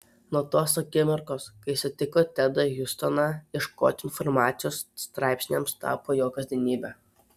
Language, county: Lithuanian, Telšiai